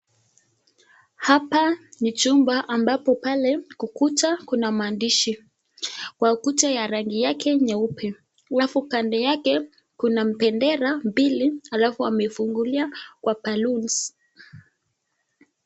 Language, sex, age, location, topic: Swahili, female, 18-24, Nakuru, education